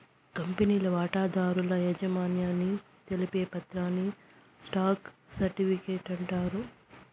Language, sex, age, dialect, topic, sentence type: Telugu, female, 56-60, Southern, banking, statement